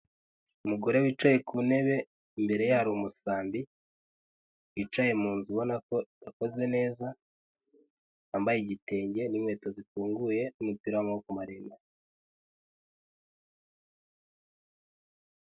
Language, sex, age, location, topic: Kinyarwanda, male, 18-24, Huye, health